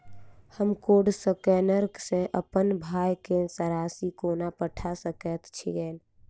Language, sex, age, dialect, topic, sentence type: Maithili, female, 18-24, Southern/Standard, banking, question